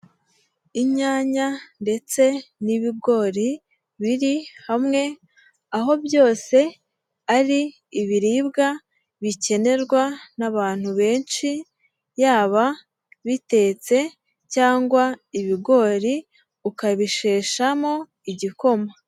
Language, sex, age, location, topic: Kinyarwanda, female, 18-24, Nyagatare, agriculture